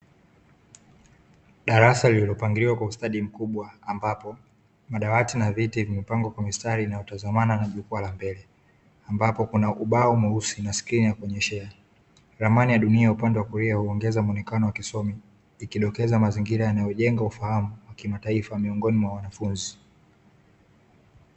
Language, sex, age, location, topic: Swahili, male, 18-24, Dar es Salaam, education